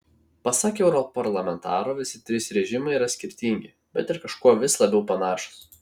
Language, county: Lithuanian, Vilnius